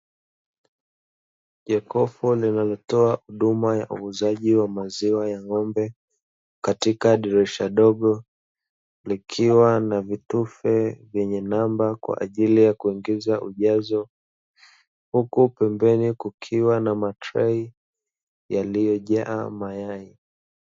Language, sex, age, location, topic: Swahili, male, 25-35, Dar es Salaam, finance